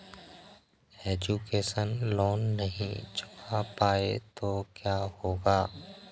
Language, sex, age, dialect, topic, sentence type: Hindi, male, 18-24, Marwari Dhudhari, banking, question